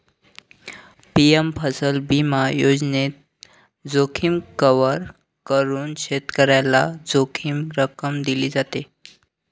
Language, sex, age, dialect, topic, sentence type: Marathi, male, 60-100, Northern Konkan, agriculture, statement